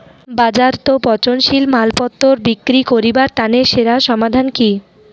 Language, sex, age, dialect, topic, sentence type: Bengali, female, 41-45, Rajbangshi, agriculture, statement